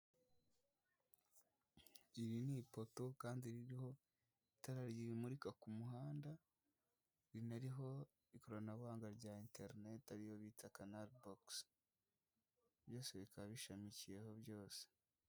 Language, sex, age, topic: Kinyarwanda, male, 25-35, government